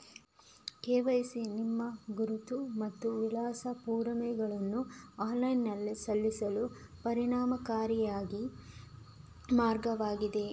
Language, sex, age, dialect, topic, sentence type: Kannada, female, 25-30, Coastal/Dakshin, banking, statement